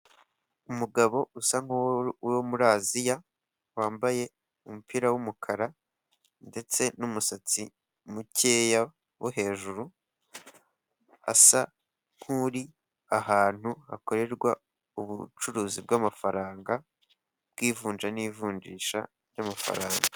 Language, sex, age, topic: Kinyarwanda, male, 18-24, finance